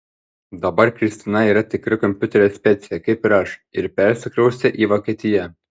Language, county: Lithuanian, Panevėžys